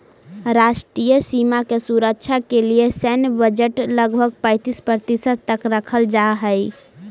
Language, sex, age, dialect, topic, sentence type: Magahi, female, 18-24, Central/Standard, banking, statement